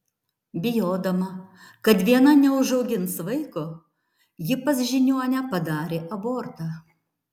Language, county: Lithuanian, Tauragė